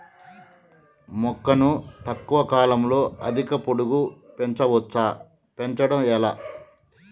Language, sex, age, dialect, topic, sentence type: Telugu, male, 46-50, Telangana, agriculture, question